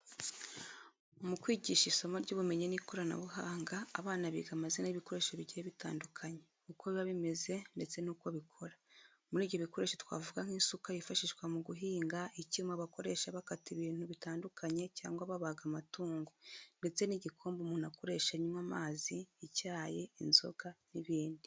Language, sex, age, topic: Kinyarwanda, female, 25-35, education